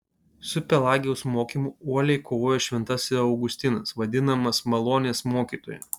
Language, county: Lithuanian, Kaunas